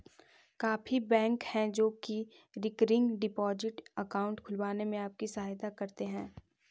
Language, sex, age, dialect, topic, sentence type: Magahi, female, 18-24, Central/Standard, banking, statement